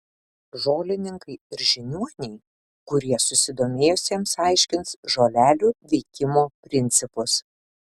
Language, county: Lithuanian, Šiauliai